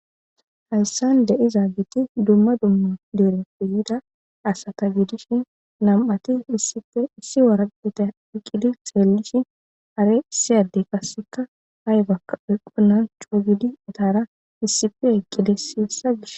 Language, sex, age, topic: Gamo, female, 25-35, government